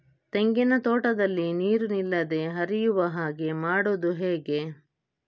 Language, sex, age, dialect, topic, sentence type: Kannada, female, 56-60, Coastal/Dakshin, agriculture, question